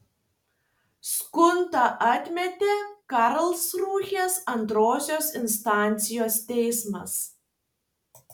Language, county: Lithuanian, Tauragė